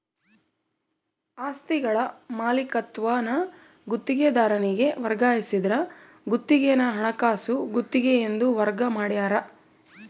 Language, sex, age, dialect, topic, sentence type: Kannada, female, 31-35, Central, banking, statement